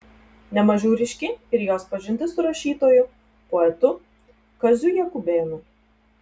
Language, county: Lithuanian, Telšiai